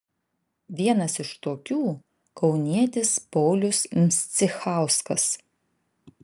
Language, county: Lithuanian, Vilnius